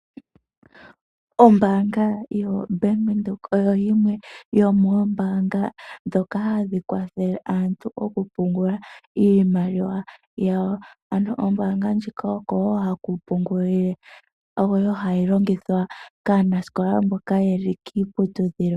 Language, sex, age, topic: Oshiwambo, male, 25-35, finance